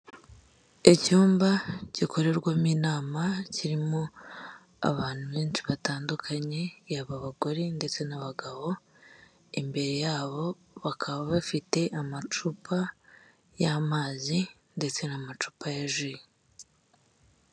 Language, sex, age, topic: Kinyarwanda, male, 36-49, government